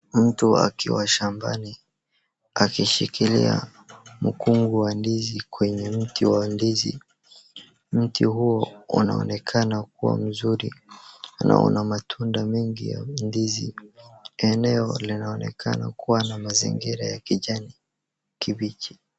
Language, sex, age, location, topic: Swahili, male, 36-49, Wajir, agriculture